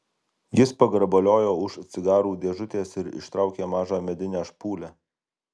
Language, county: Lithuanian, Alytus